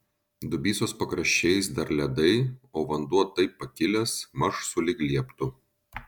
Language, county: Lithuanian, Šiauliai